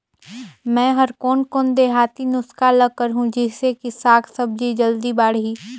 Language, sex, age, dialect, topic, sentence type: Chhattisgarhi, female, 18-24, Northern/Bhandar, agriculture, question